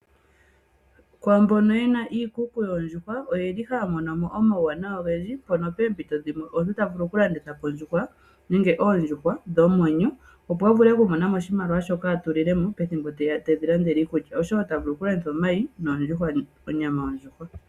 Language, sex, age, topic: Oshiwambo, female, 25-35, agriculture